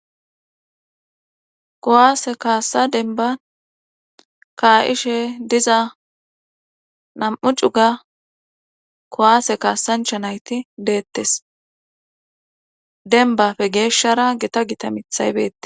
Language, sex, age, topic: Gamo, female, 25-35, government